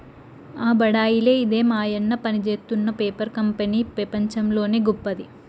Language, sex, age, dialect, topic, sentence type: Telugu, female, 18-24, Southern, agriculture, statement